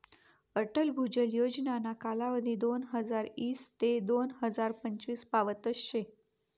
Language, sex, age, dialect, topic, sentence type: Marathi, female, 25-30, Northern Konkan, agriculture, statement